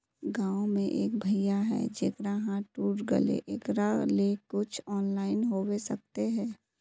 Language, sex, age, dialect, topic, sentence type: Magahi, female, 18-24, Northeastern/Surjapuri, banking, question